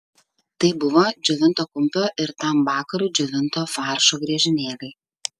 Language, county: Lithuanian, Kaunas